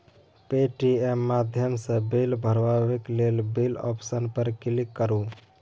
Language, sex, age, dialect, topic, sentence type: Maithili, male, 18-24, Bajjika, banking, statement